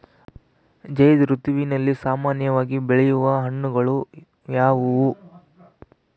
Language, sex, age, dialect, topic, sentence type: Kannada, male, 18-24, Central, agriculture, question